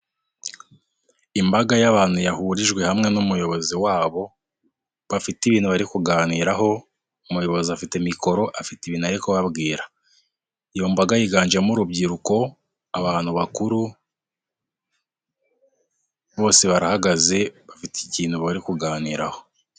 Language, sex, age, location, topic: Kinyarwanda, male, 25-35, Huye, government